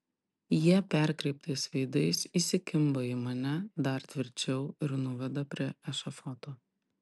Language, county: Lithuanian, Panevėžys